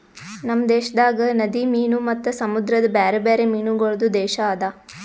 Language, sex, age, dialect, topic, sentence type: Kannada, female, 18-24, Northeastern, agriculture, statement